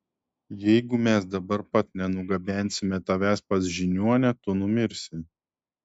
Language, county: Lithuanian, Telšiai